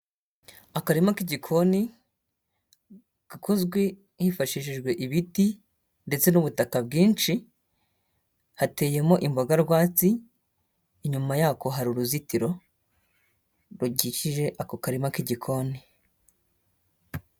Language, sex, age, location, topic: Kinyarwanda, male, 18-24, Huye, agriculture